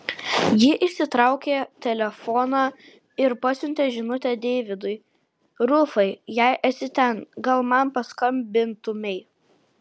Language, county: Lithuanian, Kaunas